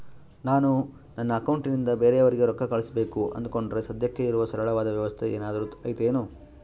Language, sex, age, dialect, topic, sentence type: Kannada, male, 31-35, Central, banking, question